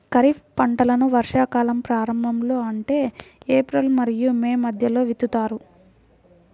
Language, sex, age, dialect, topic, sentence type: Telugu, female, 41-45, Central/Coastal, agriculture, statement